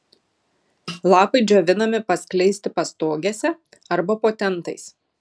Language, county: Lithuanian, Šiauliai